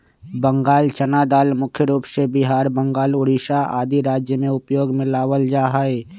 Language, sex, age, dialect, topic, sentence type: Magahi, male, 25-30, Western, agriculture, statement